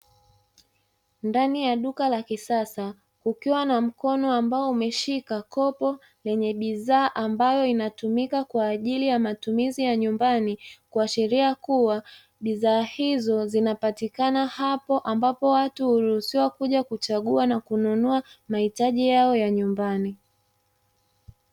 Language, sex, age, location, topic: Swahili, male, 25-35, Dar es Salaam, finance